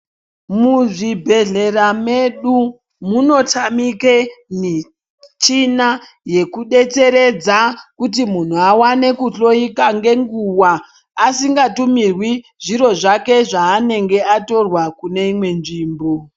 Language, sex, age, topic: Ndau, male, 25-35, health